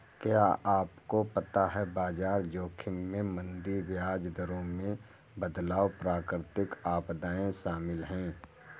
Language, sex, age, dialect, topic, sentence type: Hindi, male, 51-55, Kanauji Braj Bhasha, banking, statement